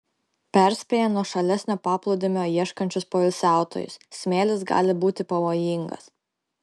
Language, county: Lithuanian, Klaipėda